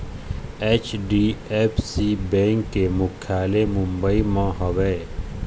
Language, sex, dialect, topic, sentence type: Chhattisgarhi, male, Eastern, banking, statement